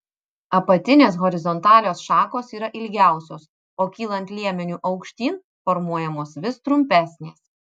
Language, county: Lithuanian, Vilnius